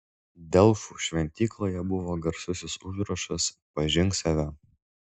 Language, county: Lithuanian, Šiauliai